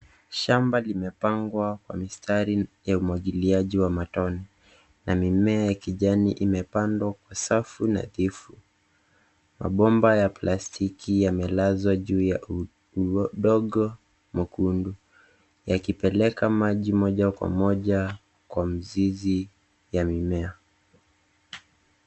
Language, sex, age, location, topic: Swahili, male, 18-24, Nairobi, agriculture